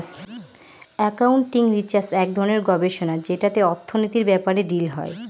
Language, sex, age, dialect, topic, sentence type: Bengali, female, 18-24, Northern/Varendri, banking, statement